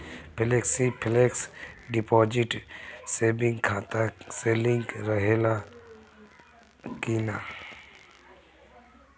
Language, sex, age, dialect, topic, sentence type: Bhojpuri, male, <18, Northern, banking, question